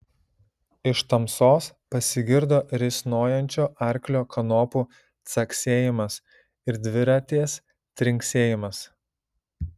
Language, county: Lithuanian, Šiauliai